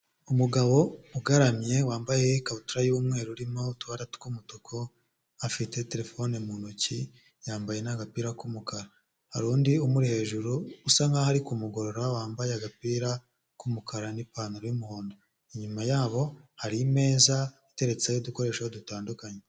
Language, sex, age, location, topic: Kinyarwanda, male, 25-35, Huye, health